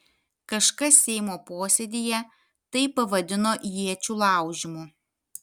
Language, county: Lithuanian, Kaunas